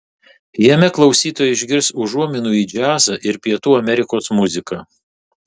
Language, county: Lithuanian, Vilnius